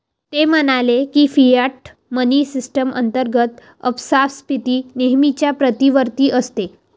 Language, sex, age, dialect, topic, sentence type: Marathi, female, 18-24, Varhadi, banking, statement